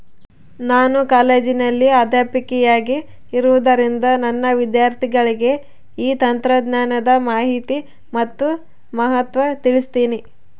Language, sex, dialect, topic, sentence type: Kannada, female, Central, agriculture, statement